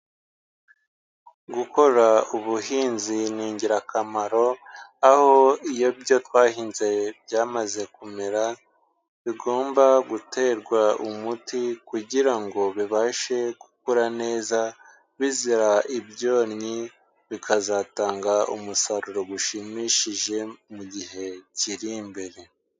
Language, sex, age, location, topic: Kinyarwanda, male, 50+, Musanze, agriculture